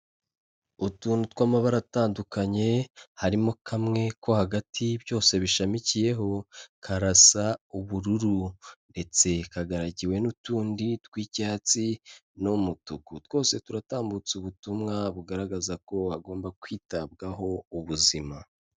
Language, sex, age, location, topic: Kinyarwanda, male, 25-35, Kigali, health